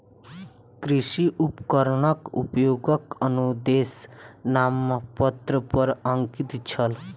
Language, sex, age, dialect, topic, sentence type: Maithili, female, 18-24, Southern/Standard, agriculture, statement